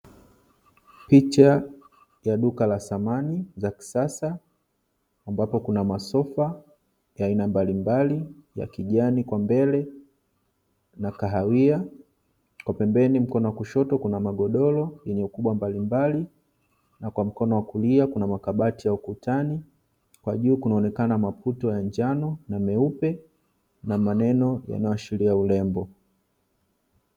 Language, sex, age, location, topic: Swahili, male, 25-35, Dar es Salaam, finance